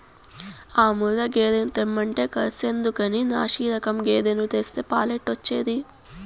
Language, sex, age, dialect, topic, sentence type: Telugu, female, 18-24, Southern, agriculture, statement